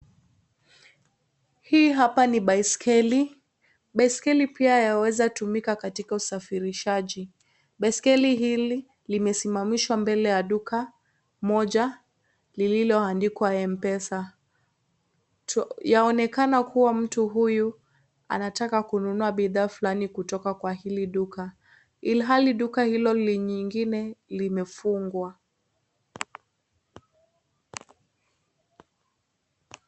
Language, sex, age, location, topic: Swahili, female, 18-24, Kisii, finance